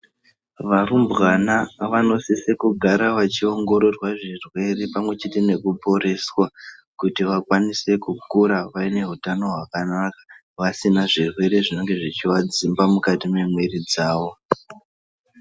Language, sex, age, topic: Ndau, male, 18-24, health